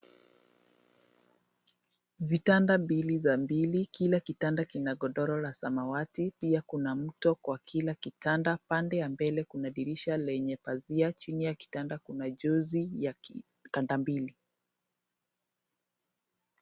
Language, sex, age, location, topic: Swahili, female, 18-24, Nairobi, education